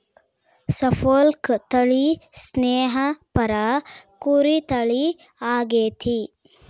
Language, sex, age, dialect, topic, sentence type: Kannada, female, 18-24, Central, agriculture, statement